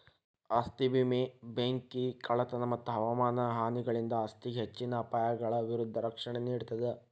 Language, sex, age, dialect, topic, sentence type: Kannada, male, 18-24, Dharwad Kannada, banking, statement